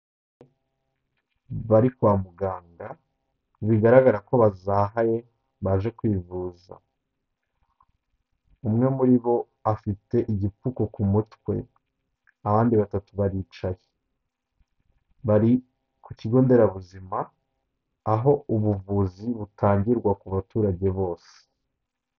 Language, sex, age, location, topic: Kinyarwanda, male, 25-35, Kigali, health